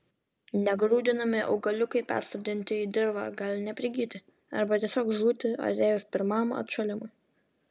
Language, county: Lithuanian, Vilnius